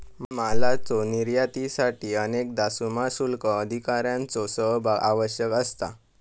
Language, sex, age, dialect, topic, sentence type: Marathi, male, 18-24, Southern Konkan, banking, statement